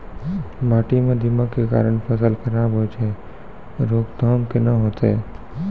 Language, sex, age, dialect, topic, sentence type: Maithili, male, 18-24, Angika, agriculture, question